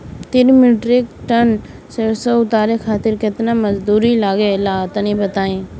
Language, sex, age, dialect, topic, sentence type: Bhojpuri, female, 18-24, Northern, agriculture, question